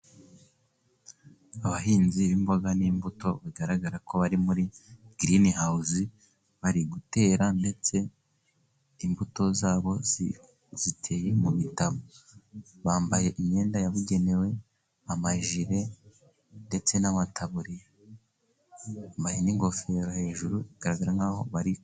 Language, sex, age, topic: Kinyarwanda, male, 18-24, agriculture